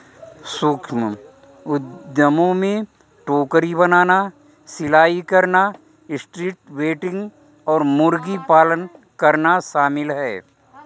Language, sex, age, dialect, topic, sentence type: Hindi, male, 60-100, Marwari Dhudhari, banking, statement